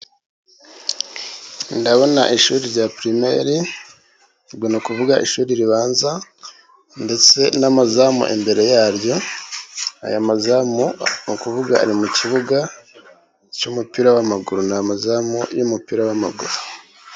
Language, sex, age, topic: Kinyarwanda, male, 36-49, education